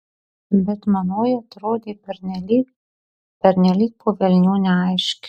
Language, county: Lithuanian, Marijampolė